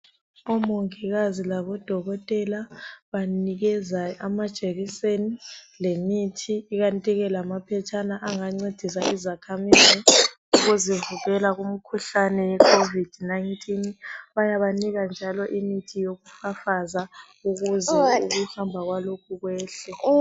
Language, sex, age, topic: North Ndebele, female, 25-35, health